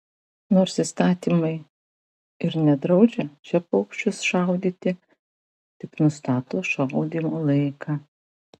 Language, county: Lithuanian, Vilnius